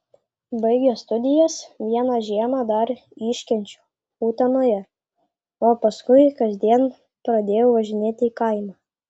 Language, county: Lithuanian, Klaipėda